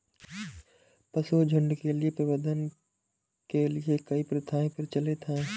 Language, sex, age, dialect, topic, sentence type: Hindi, male, 25-30, Marwari Dhudhari, agriculture, statement